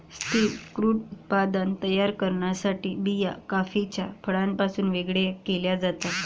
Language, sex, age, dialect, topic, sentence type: Marathi, female, 25-30, Varhadi, agriculture, statement